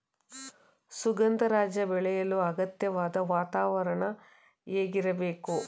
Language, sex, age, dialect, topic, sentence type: Kannada, female, 31-35, Mysore Kannada, agriculture, question